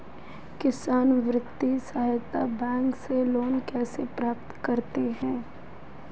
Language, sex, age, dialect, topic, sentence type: Hindi, female, 18-24, Marwari Dhudhari, agriculture, question